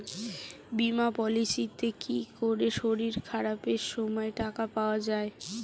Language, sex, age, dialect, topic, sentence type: Bengali, female, 18-24, Standard Colloquial, banking, question